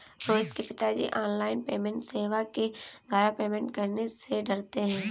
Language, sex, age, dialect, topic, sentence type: Hindi, female, 18-24, Kanauji Braj Bhasha, banking, statement